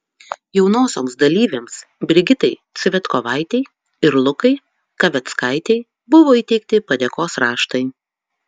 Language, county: Lithuanian, Utena